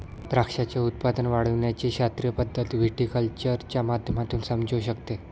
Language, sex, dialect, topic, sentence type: Marathi, male, Standard Marathi, agriculture, statement